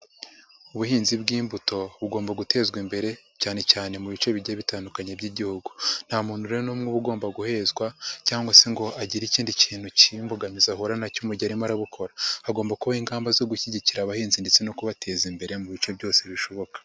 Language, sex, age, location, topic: Kinyarwanda, female, 50+, Nyagatare, agriculture